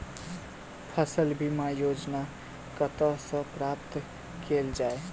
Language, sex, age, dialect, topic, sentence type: Maithili, male, 18-24, Southern/Standard, agriculture, question